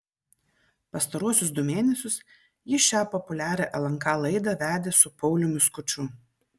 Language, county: Lithuanian, Vilnius